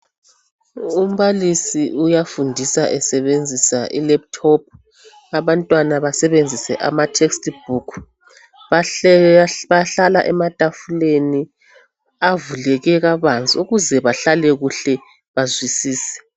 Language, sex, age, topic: North Ndebele, male, 36-49, education